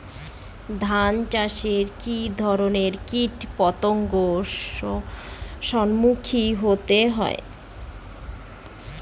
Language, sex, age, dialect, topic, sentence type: Bengali, female, 31-35, Standard Colloquial, agriculture, question